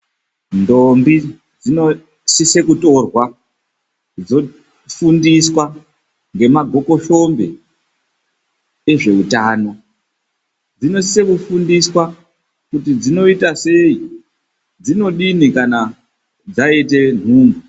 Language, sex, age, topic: Ndau, male, 25-35, health